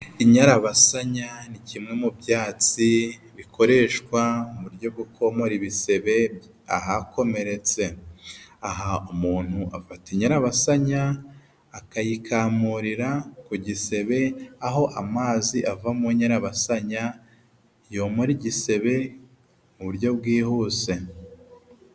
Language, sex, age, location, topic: Kinyarwanda, male, 18-24, Huye, health